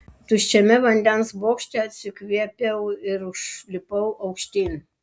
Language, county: Lithuanian, Vilnius